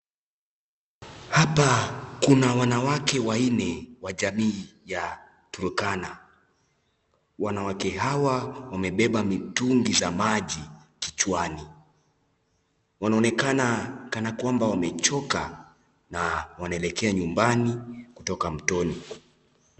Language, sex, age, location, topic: Swahili, male, 18-24, Nakuru, health